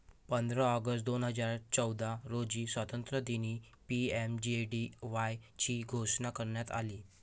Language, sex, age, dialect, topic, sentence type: Marathi, male, 18-24, Varhadi, banking, statement